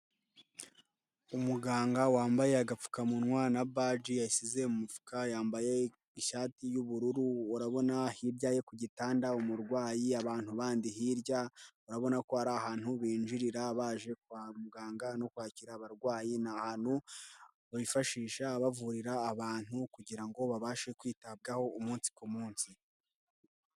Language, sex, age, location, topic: Kinyarwanda, male, 18-24, Kigali, health